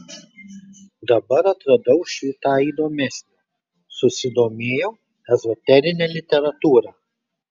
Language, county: Lithuanian, Kaunas